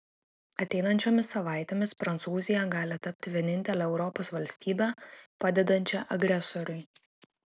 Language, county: Lithuanian, Klaipėda